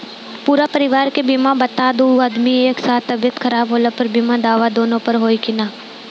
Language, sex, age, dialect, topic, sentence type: Bhojpuri, female, 18-24, Southern / Standard, banking, question